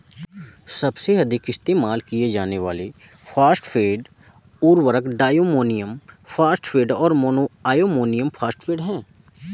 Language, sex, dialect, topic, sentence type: Hindi, male, Kanauji Braj Bhasha, agriculture, statement